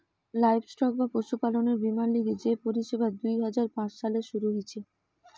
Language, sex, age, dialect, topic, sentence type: Bengali, female, 18-24, Western, agriculture, statement